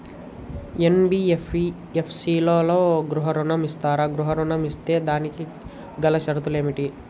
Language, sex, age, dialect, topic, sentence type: Telugu, male, 18-24, Telangana, banking, question